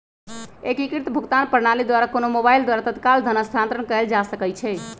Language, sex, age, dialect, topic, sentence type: Magahi, male, 25-30, Western, banking, statement